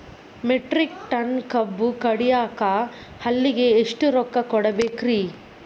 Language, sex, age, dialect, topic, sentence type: Kannada, female, 18-24, Dharwad Kannada, agriculture, question